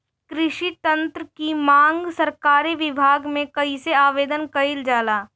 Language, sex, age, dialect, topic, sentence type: Bhojpuri, female, 18-24, Northern, agriculture, question